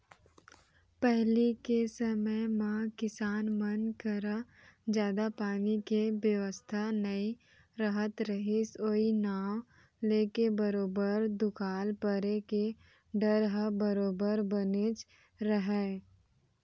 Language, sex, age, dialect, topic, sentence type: Chhattisgarhi, female, 18-24, Central, agriculture, statement